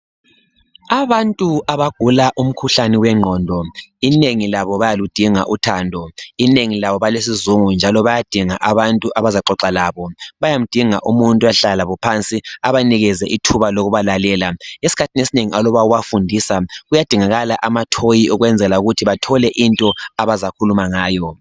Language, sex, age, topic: North Ndebele, male, 36-49, health